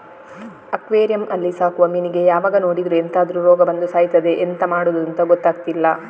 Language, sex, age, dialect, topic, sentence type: Kannada, female, 36-40, Coastal/Dakshin, agriculture, statement